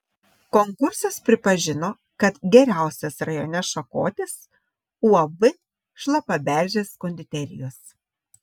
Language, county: Lithuanian, Šiauliai